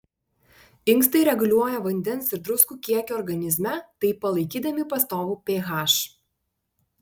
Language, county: Lithuanian, Panevėžys